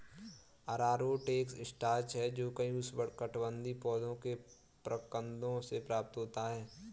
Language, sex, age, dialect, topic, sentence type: Hindi, female, 18-24, Kanauji Braj Bhasha, agriculture, statement